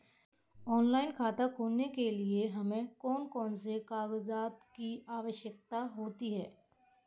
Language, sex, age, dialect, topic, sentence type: Hindi, male, 18-24, Kanauji Braj Bhasha, banking, question